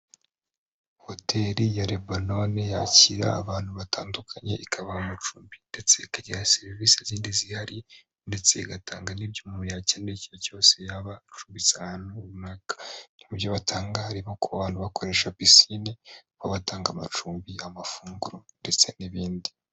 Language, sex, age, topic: Kinyarwanda, male, 25-35, finance